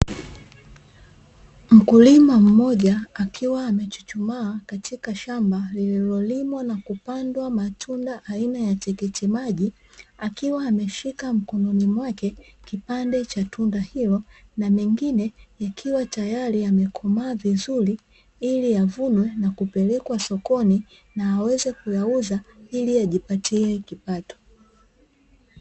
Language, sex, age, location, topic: Swahili, female, 25-35, Dar es Salaam, agriculture